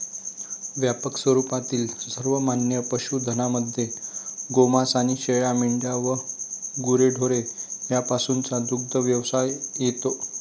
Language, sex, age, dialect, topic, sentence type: Marathi, male, 25-30, Northern Konkan, agriculture, statement